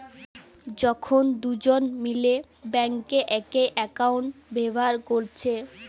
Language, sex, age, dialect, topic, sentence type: Bengali, female, 18-24, Western, banking, statement